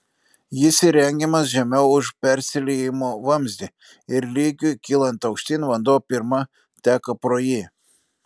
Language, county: Lithuanian, Klaipėda